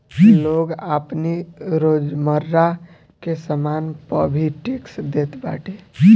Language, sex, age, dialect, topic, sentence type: Bhojpuri, male, <18, Northern, banking, statement